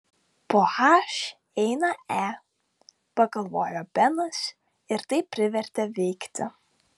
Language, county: Lithuanian, Vilnius